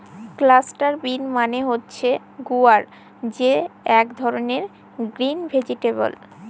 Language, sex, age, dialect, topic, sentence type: Bengali, female, 18-24, Northern/Varendri, agriculture, statement